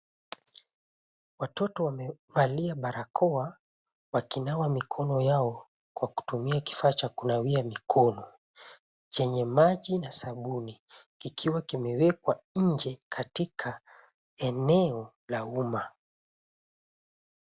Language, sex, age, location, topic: Swahili, male, 25-35, Nairobi, health